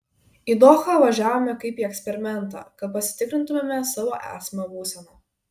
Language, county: Lithuanian, Kaunas